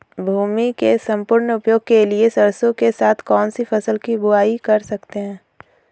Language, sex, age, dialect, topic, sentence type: Hindi, female, 18-24, Awadhi Bundeli, agriculture, question